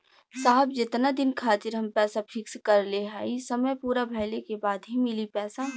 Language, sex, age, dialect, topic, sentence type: Bhojpuri, female, 41-45, Western, banking, question